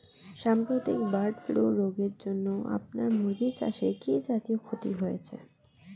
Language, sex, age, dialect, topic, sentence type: Bengali, female, 18-24, Standard Colloquial, agriculture, statement